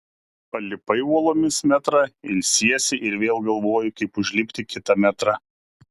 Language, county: Lithuanian, Kaunas